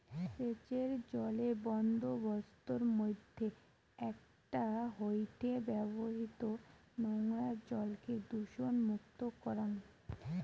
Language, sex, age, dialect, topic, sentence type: Bengali, female, 18-24, Rajbangshi, agriculture, statement